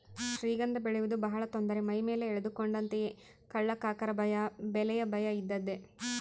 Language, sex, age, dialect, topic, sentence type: Kannada, female, 25-30, Central, agriculture, statement